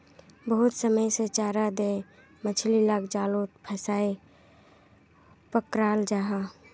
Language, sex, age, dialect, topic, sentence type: Magahi, female, 31-35, Northeastern/Surjapuri, agriculture, statement